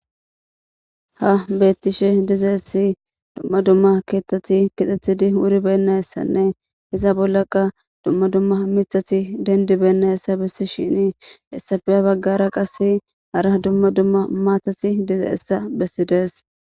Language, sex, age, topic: Gamo, female, 25-35, government